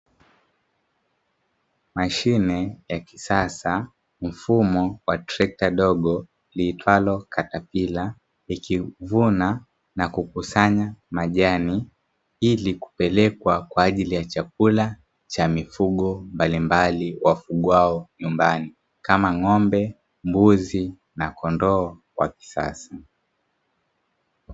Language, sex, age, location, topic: Swahili, male, 25-35, Dar es Salaam, agriculture